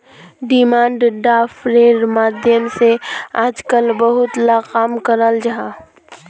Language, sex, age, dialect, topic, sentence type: Magahi, female, 18-24, Northeastern/Surjapuri, banking, statement